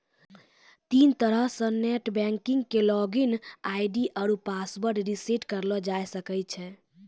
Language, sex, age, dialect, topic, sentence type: Maithili, female, 18-24, Angika, banking, statement